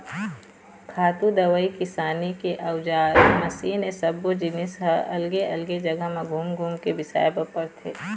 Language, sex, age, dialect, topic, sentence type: Chhattisgarhi, female, 25-30, Eastern, agriculture, statement